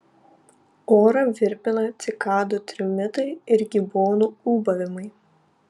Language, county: Lithuanian, Panevėžys